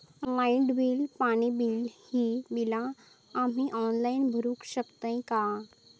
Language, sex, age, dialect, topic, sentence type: Marathi, female, 18-24, Southern Konkan, banking, question